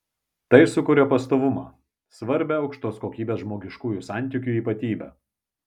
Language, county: Lithuanian, Vilnius